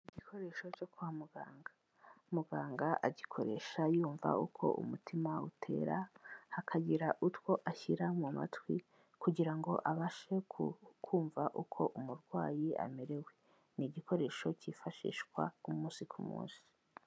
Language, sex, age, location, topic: Kinyarwanda, female, 18-24, Kigali, health